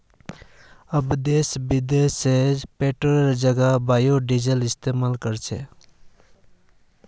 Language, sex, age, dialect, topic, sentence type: Magahi, male, 31-35, Northeastern/Surjapuri, agriculture, statement